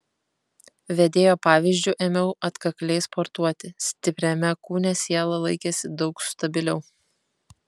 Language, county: Lithuanian, Kaunas